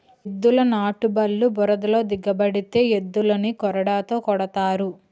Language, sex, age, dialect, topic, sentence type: Telugu, female, 18-24, Utterandhra, agriculture, statement